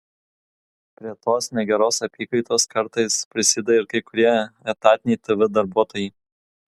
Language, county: Lithuanian, Kaunas